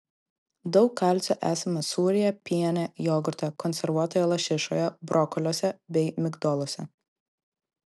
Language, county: Lithuanian, Klaipėda